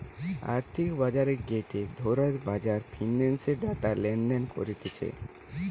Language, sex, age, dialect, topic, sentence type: Bengali, male, 18-24, Western, banking, statement